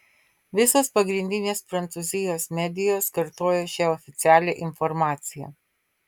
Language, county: Lithuanian, Vilnius